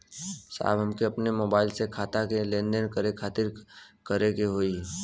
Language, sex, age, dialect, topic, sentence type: Bhojpuri, male, 18-24, Western, banking, question